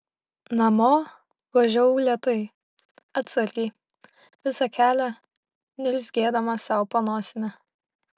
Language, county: Lithuanian, Kaunas